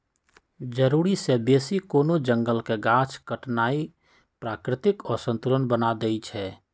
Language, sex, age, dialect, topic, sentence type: Magahi, male, 60-100, Western, agriculture, statement